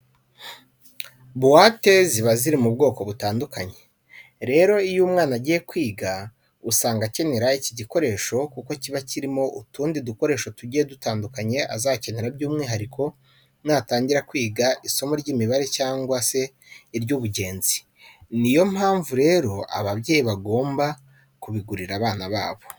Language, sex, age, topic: Kinyarwanda, male, 25-35, education